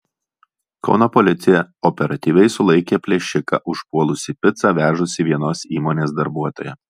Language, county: Lithuanian, Alytus